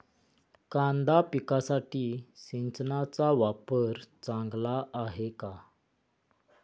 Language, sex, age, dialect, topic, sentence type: Marathi, male, 25-30, Standard Marathi, agriculture, question